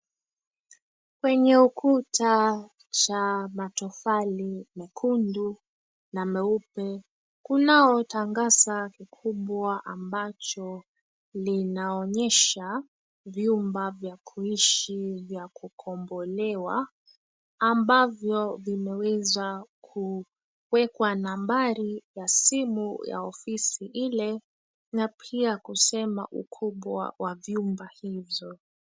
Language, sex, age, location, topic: Swahili, female, 25-35, Nairobi, finance